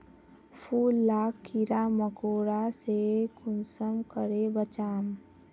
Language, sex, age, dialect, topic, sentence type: Magahi, female, 18-24, Northeastern/Surjapuri, agriculture, question